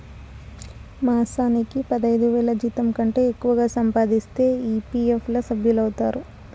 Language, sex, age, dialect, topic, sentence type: Telugu, female, 18-24, Southern, banking, statement